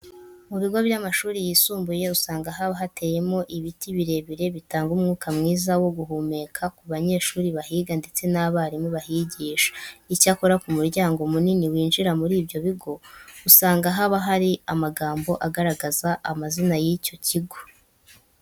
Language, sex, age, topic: Kinyarwanda, male, 18-24, education